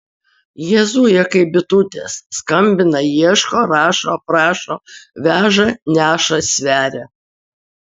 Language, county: Lithuanian, Utena